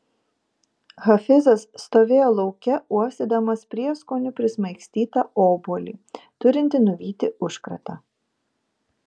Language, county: Lithuanian, Vilnius